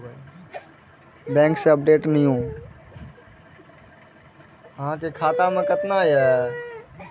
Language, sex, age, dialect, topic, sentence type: Maithili, male, 18-24, Eastern / Thethi, banking, statement